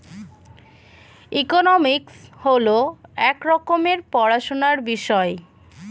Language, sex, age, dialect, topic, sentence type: Bengali, female, 25-30, Standard Colloquial, banking, statement